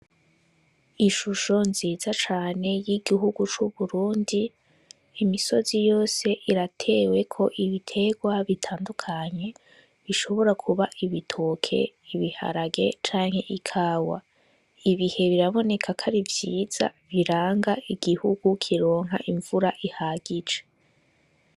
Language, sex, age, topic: Rundi, female, 18-24, agriculture